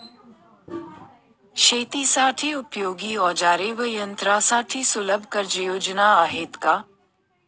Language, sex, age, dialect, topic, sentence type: Marathi, female, 31-35, Northern Konkan, agriculture, question